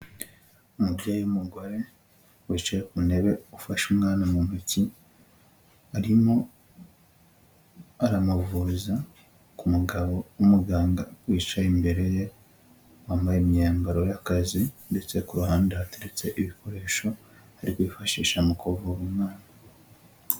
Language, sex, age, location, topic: Kinyarwanda, male, 25-35, Huye, health